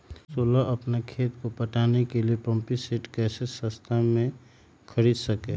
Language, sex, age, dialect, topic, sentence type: Magahi, male, 36-40, Western, agriculture, question